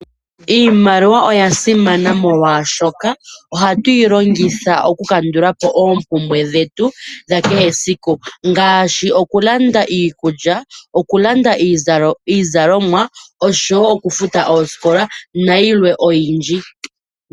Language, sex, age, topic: Oshiwambo, female, 18-24, finance